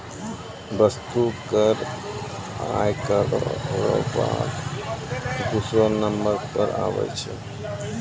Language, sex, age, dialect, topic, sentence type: Maithili, male, 46-50, Angika, banking, statement